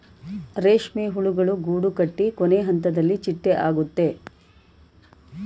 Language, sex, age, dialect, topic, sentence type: Kannada, female, 18-24, Mysore Kannada, agriculture, statement